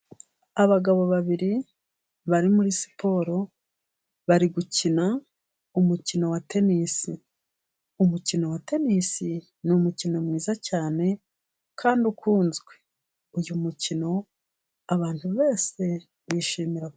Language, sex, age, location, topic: Kinyarwanda, female, 36-49, Musanze, government